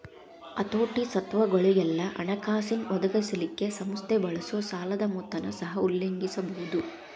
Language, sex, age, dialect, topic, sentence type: Kannada, female, 36-40, Dharwad Kannada, banking, statement